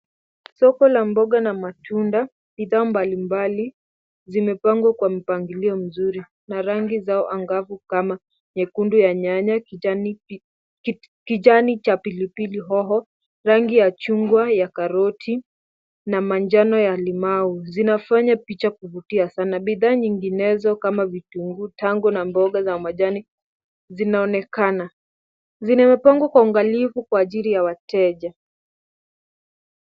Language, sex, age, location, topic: Swahili, female, 18-24, Kisumu, finance